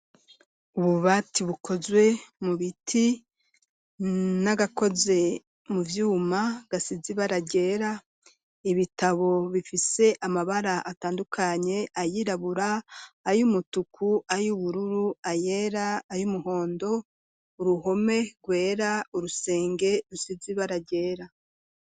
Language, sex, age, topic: Rundi, female, 36-49, education